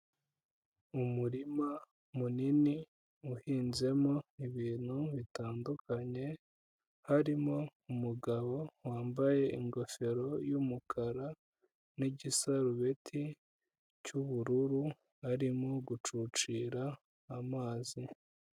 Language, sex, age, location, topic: Kinyarwanda, female, 25-35, Kigali, agriculture